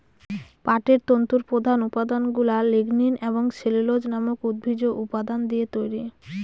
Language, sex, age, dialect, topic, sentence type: Bengali, female, 25-30, Northern/Varendri, agriculture, statement